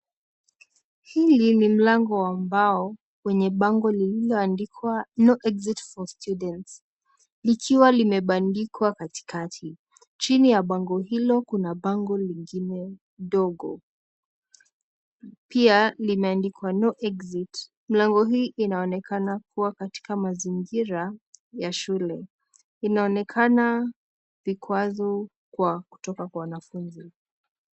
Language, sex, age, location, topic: Swahili, female, 18-24, Nakuru, education